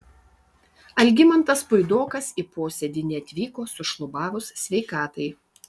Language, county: Lithuanian, Vilnius